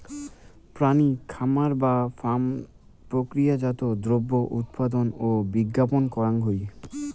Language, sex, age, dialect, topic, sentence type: Bengali, male, 18-24, Rajbangshi, agriculture, statement